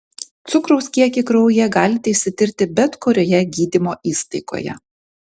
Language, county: Lithuanian, Kaunas